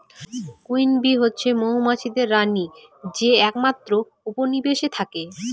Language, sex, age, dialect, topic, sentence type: Bengali, female, 18-24, Northern/Varendri, agriculture, statement